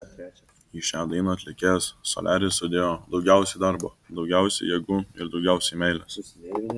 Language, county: Lithuanian, Kaunas